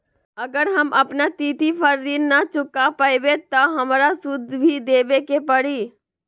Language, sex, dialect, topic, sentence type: Magahi, female, Western, banking, question